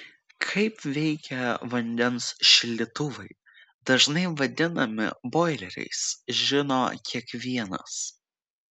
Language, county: Lithuanian, Vilnius